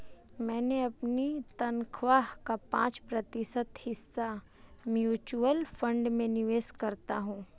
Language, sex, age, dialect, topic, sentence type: Hindi, female, 18-24, Marwari Dhudhari, banking, statement